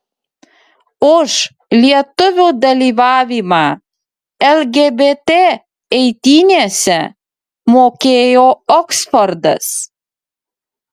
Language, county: Lithuanian, Utena